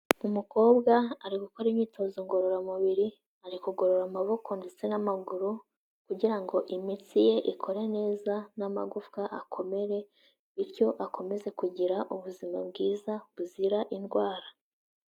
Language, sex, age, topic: Kinyarwanda, female, 18-24, health